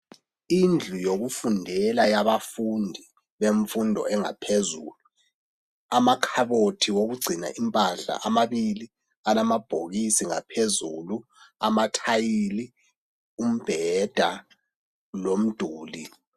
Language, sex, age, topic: North Ndebele, male, 18-24, education